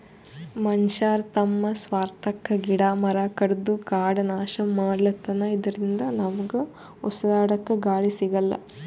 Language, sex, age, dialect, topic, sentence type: Kannada, female, 18-24, Northeastern, agriculture, statement